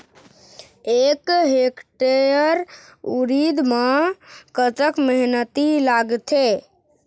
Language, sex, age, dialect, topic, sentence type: Chhattisgarhi, male, 51-55, Eastern, agriculture, question